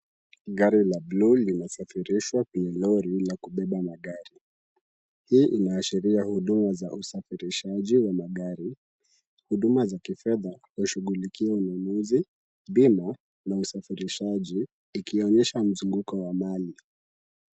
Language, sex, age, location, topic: Swahili, male, 18-24, Kisumu, finance